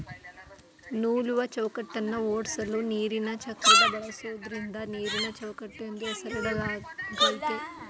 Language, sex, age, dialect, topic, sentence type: Kannada, female, 18-24, Mysore Kannada, agriculture, statement